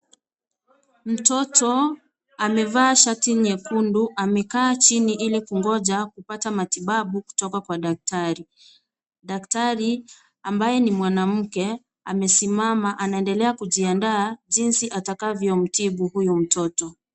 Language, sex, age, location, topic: Swahili, female, 25-35, Kisii, health